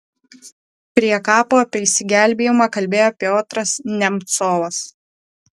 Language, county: Lithuanian, Kaunas